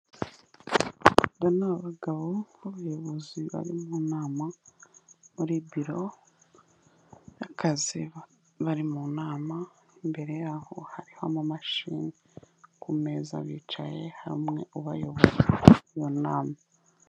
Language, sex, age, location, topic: Kinyarwanda, female, 25-35, Kigali, health